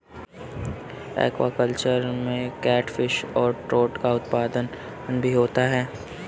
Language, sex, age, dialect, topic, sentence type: Hindi, male, 31-35, Kanauji Braj Bhasha, agriculture, statement